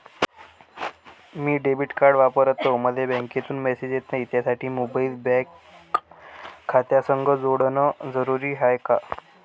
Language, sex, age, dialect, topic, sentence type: Marathi, male, 18-24, Varhadi, banking, question